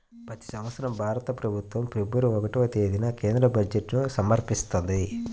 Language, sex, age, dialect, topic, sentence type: Telugu, male, 41-45, Central/Coastal, banking, statement